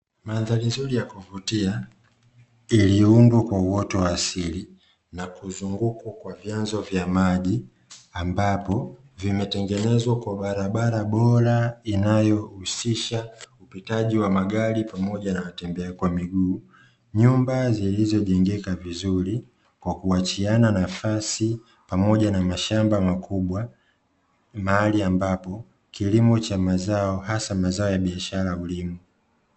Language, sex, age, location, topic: Swahili, male, 25-35, Dar es Salaam, agriculture